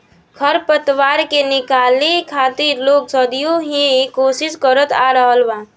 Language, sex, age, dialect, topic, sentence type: Bhojpuri, female, <18, Southern / Standard, agriculture, statement